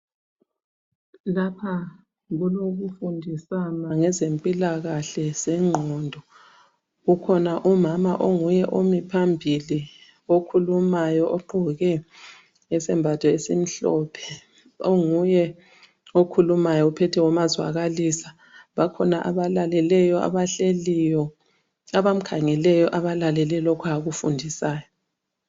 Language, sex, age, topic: North Ndebele, female, 50+, health